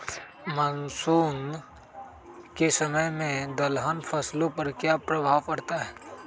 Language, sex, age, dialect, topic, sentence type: Magahi, male, 36-40, Western, agriculture, question